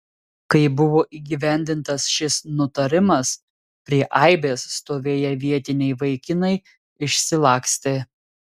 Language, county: Lithuanian, Telšiai